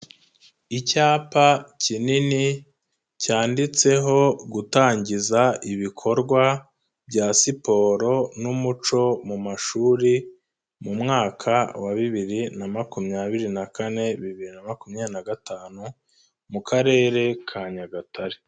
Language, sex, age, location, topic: Kinyarwanda, male, 25-35, Nyagatare, education